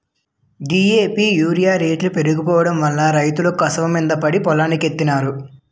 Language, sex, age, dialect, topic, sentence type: Telugu, male, 18-24, Utterandhra, agriculture, statement